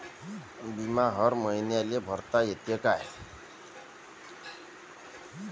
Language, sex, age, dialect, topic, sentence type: Marathi, male, 31-35, Varhadi, banking, question